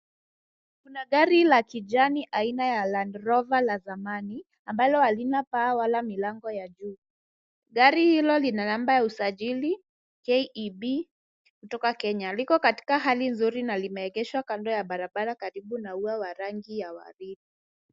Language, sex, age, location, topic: Swahili, female, 18-24, Nairobi, finance